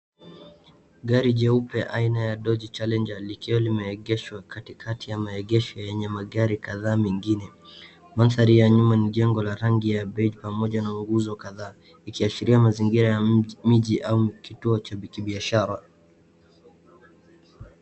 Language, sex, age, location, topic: Swahili, male, 36-49, Wajir, finance